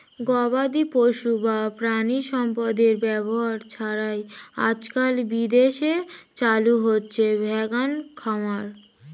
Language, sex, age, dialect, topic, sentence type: Bengali, female, 18-24, Standard Colloquial, agriculture, statement